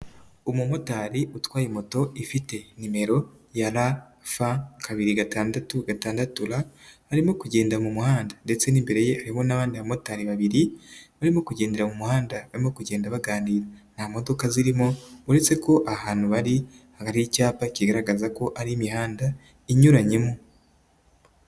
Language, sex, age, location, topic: Kinyarwanda, male, 36-49, Nyagatare, finance